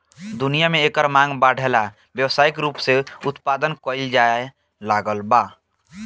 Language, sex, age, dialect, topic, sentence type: Bhojpuri, male, <18, Southern / Standard, agriculture, statement